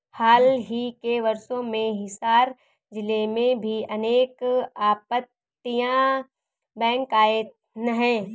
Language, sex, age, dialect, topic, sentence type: Hindi, female, 18-24, Awadhi Bundeli, banking, statement